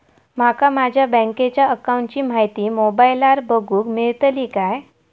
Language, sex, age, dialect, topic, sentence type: Marathi, female, 18-24, Southern Konkan, banking, question